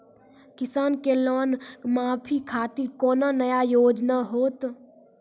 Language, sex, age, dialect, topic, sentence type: Maithili, female, 46-50, Angika, banking, question